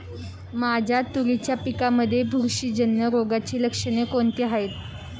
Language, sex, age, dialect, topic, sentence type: Marathi, female, 18-24, Standard Marathi, agriculture, question